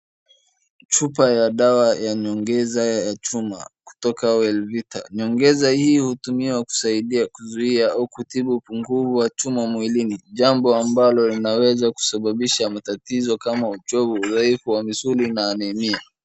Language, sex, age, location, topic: Swahili, male, 25-35, Wajir, health